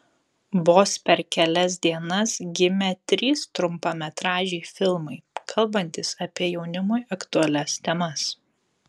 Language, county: Lithuanian, Telšiai